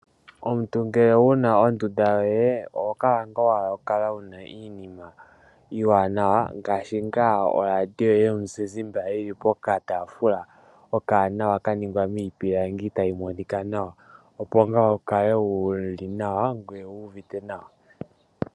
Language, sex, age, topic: Oshiwambo, male, 18-24, finance